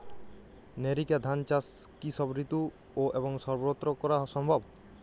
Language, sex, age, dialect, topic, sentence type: Bengali, male, 25-30, Jharkhandi, agriculture, question